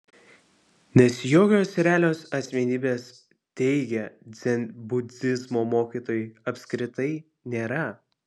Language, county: Lithuanian, Vilnius